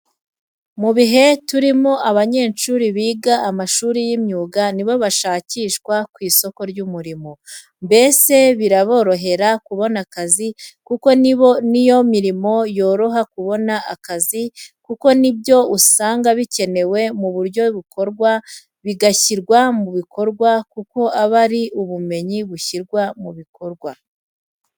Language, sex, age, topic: Kinyarwanda, female, 25-35, education